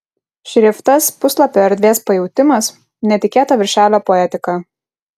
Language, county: Lithuanian, Kaunas